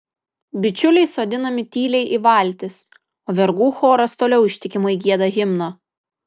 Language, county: Lithuanian, Kaunas